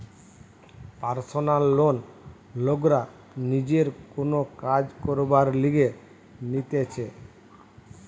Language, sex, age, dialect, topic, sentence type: Bengali, male, 36-40, Western, banking, statement